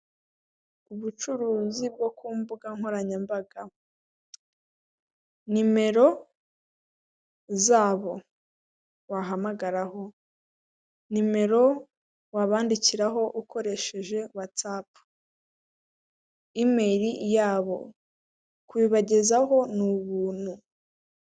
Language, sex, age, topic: Kinyarwanda, female, 18-24, finance